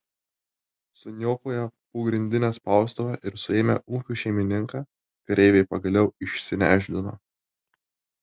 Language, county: Lithuanian, Tauragė